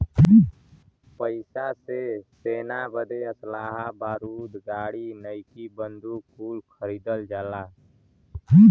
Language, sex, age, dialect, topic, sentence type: Bhojpuri, male, <18, Western, banking, statement